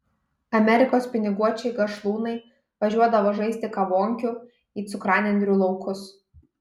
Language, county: Lithuanian, Kaunas